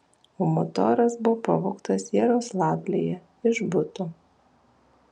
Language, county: Lithuanian, Alytus